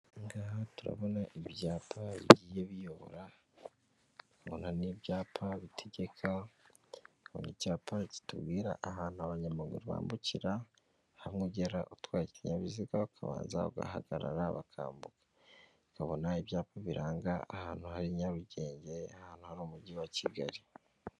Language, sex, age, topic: Kinyarwanda, female, 18-24, government